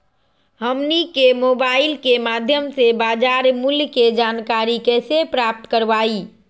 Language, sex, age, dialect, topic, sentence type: Magahi, female, 41-45, Western, agriculture, question